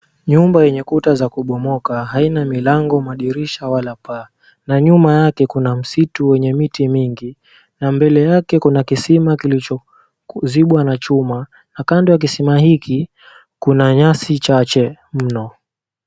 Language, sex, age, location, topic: Swahili, male, 18-24, Mombasa, government